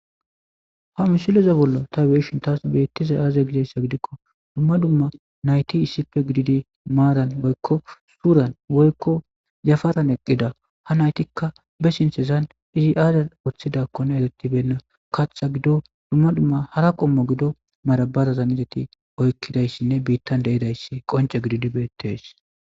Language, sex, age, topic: Gamo, male, 25-35, agriculture